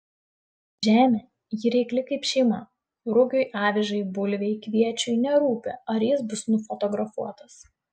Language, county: Lithuanian, Utena